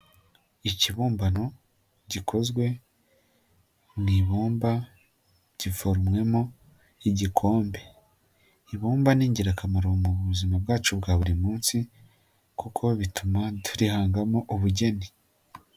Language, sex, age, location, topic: Kinyarwanda, male, 18-24, Nyagatare, education